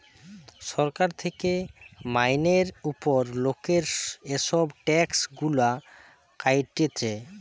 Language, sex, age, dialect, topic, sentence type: Bengali, male, 25-30, Western, banking, statement